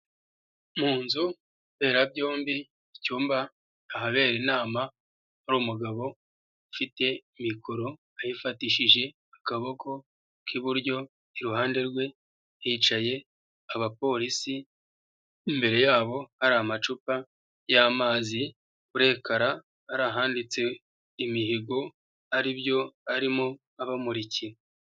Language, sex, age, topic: Kinyarwanda, male, 25-35, government